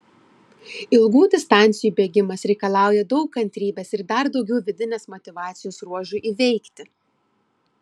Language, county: Lithuanian, Klaipėda